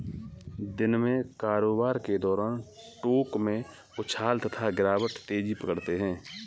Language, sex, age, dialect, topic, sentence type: Hindi, male, 41-45, Kanauji Braj Bhasha, banking, statement